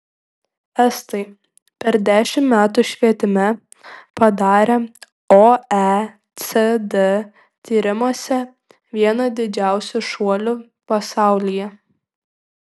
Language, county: Lithuanian, Šiauliai